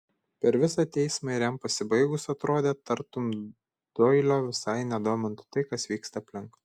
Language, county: Lithuanian, Šiauliai